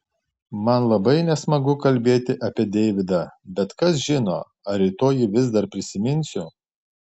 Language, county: Lithuanian, Tauragė